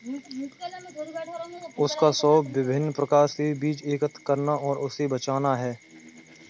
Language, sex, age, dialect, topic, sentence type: Hindi, male, 18-24, Kanauji Braj Bhasha, agriculture, statement